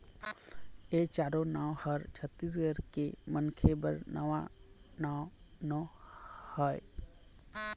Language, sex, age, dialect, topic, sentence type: Chhattisgarhi, male, 25-30, Eastern, agriculture, statement